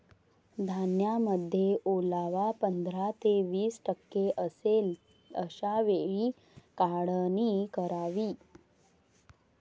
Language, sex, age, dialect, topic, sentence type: Marathi, female, 60-100, Varhadi, agriculture, statement